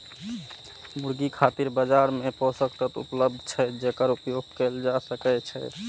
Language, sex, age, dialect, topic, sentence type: Maithili, male, 18-24, Eastern / Thethi, agriculture, statement